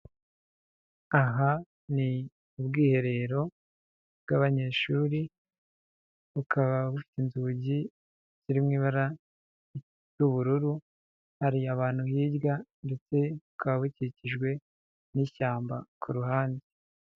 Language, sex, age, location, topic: Kinyarwanda, male, 25-35, Nyagatare, education